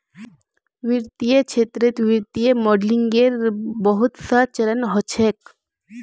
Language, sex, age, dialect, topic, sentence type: Magahi, female, 18-24, Northeastern/Surjapuri, banking, statement